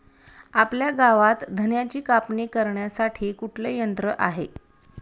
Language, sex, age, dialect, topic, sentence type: Marathi, female, 31-35, Standard Marathi, agriculture, statement